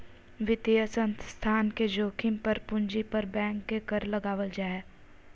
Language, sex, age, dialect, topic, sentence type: Magahi, female, 18-24, Southern, banking, statement